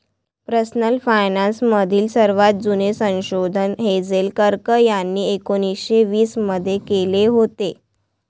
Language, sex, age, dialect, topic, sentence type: Marathi, female, 18-24, Varhadi, banking, statement